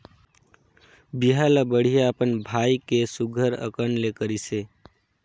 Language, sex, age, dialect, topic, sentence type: Chhattisgarhi, male, 18-24, Northern/Bhandar, banking, statement